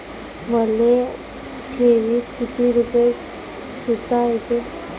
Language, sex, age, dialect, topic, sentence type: Marathi, female, 18-24, Varhadi, banking, question